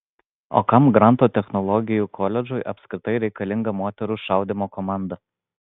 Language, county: Lithuanian, Vilnius